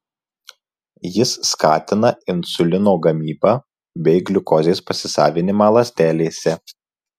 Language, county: Lithuanian, Marijampolė